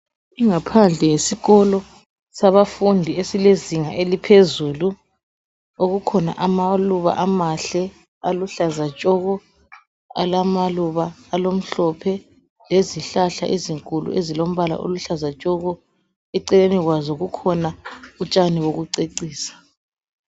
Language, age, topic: North Ndebele, 36-49, education